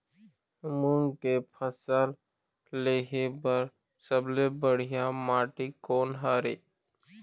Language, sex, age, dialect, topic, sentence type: Chhattisgarhi, male, 25-30, Eastern, agriculture, question